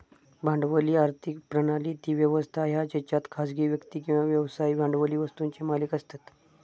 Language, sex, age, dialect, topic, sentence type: Marathi, male, 25-30, Southern Konkan, banking, statement